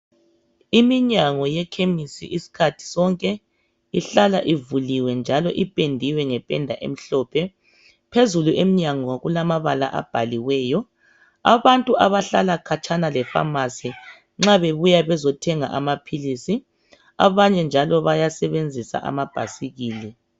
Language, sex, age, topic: North Ndebele, female, 50+, health